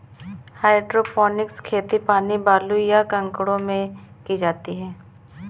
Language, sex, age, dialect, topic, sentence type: Hindi, female, 18-24, Awadhi Bundeli, agriculture, statement